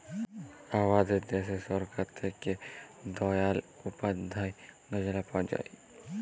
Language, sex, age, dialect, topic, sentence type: Bengali, male, 18-24, Jharkhandi, banking, statement